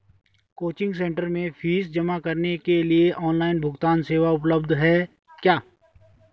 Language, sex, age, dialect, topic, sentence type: Hindi, male, 36-40, Garhwali, banking, statement